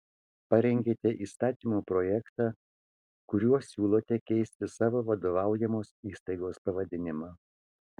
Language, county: Lithuanian, Kaunas